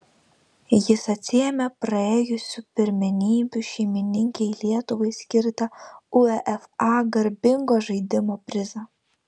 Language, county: Lithuanian, Vilnius